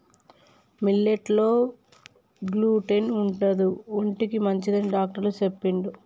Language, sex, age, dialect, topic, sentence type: Telugu, male, 25-30, Telangana, agriculture, statement